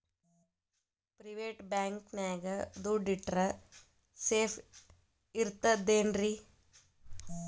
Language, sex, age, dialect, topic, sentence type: Kannada, female, 25-30, Dharwad Kannada, banking, question